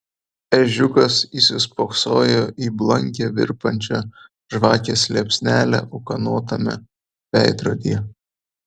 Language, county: Lithuanian, Vilnius